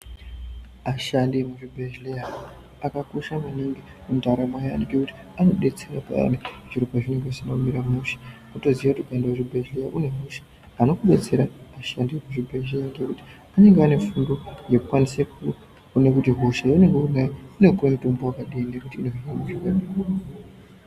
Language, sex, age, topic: Ndau, female, 18-24, health